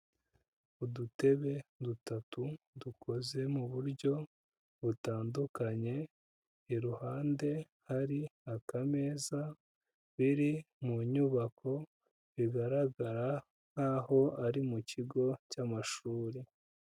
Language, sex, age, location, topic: Kinyarwanda, female, 25-35, Kigali, education